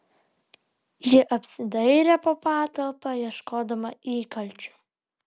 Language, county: Lithuanian, Vilnius